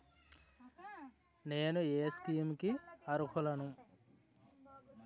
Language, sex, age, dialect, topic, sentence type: Telugu, male, 36-40, Utterandhra, banking, question